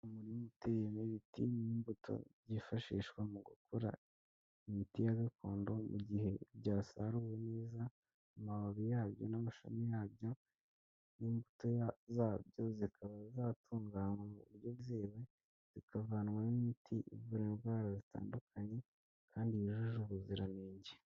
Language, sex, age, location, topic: Kinyarwanda, female, 18-24, Kigali, health